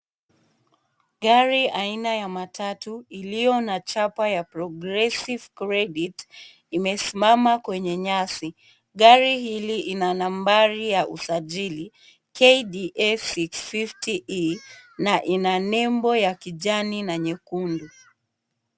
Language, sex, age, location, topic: Swahili, female, 18-24, Kisumu, finance